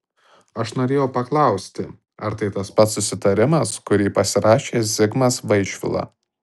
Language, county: Lithuanian, Tauragė